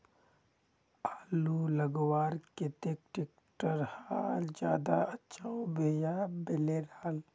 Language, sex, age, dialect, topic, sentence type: Magahi, male, 25-30, Northeastern/Surjapuri, agriculture, question